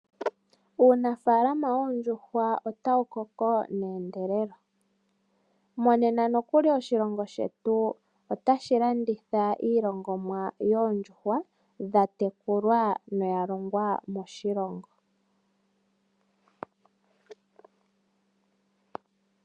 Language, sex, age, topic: Oshiwambo, female, 25-35, agriculture